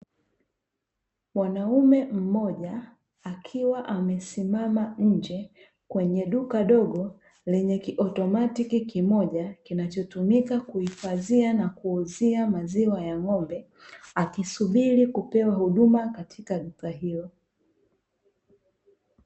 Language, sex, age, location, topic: Swahili, female, 25-35, Dar es Salaam, finance